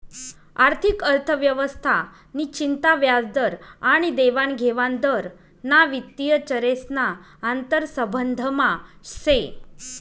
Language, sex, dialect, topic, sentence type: Marathi, female, Northern Konkan, banking, statement